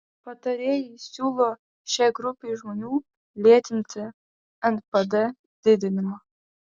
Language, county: Lithuanian, Vilnius